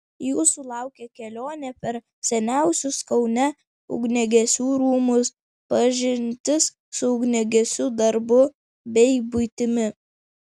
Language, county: Lithuanian, Vilnius